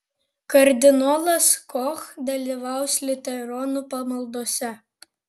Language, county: Lithuanian, Panevėžys